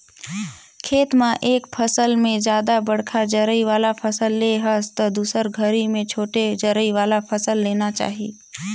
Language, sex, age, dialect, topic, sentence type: Chhattisgarhi, female, 18-24, Northern/Bhandar, agriculture, statement